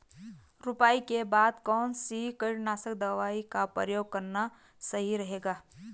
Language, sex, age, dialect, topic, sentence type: Hindi, female, 25-30, Garhwali, agriculture, question